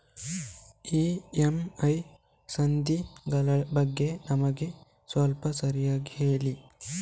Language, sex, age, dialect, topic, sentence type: Kannada, male, 25-30, Coastal/Dakshin, banking, question